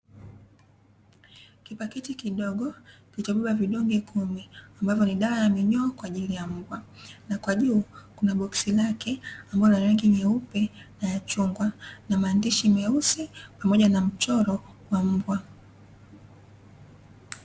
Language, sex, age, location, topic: Swahili, female, 25-35, Dar es Salaam, agriculture